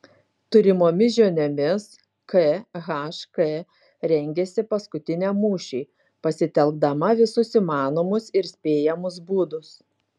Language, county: Lithuanian, Šiauliai